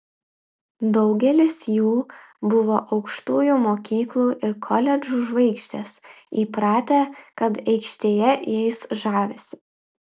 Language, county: Lithuanian, Klaipėda